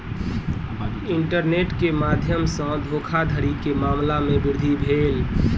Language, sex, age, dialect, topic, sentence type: Maithili, male, 25-30, Southern/Standard, banking, statement